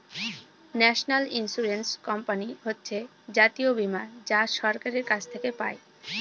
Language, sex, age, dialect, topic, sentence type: Bengali, female, 18-24, Northern/Varendri, banking, statement